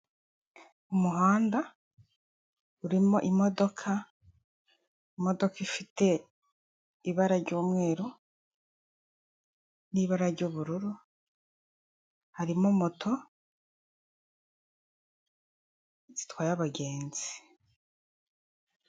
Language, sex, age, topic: Kinyarwanda, female, 25-35, government